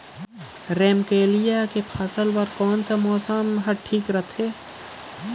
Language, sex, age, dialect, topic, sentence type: Chhattisgarhi, male, 18-24, Northern/Bhandar, agriculture, question